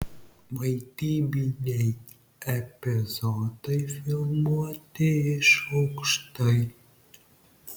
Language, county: Lithuanian, Marijampolė